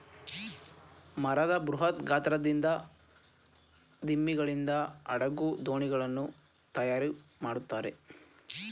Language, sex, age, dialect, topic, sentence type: Kannada, male, 18-24, Mysore Kannada, agriculture, statement